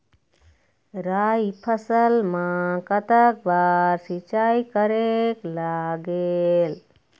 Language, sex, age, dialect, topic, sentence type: Chhattisgarhi, female, 36-40, Eastern, agriculture, question